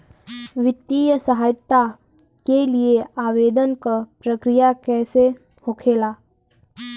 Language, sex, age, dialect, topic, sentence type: Bhojpuri, female, 36-40, Western, agriculture, question